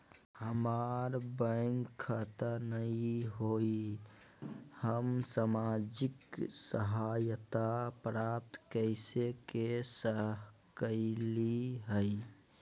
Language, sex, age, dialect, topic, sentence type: Magahi, male, 18-24, Southern, banking, question